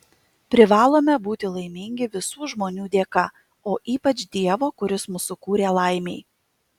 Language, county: Lithuanian, Kaunas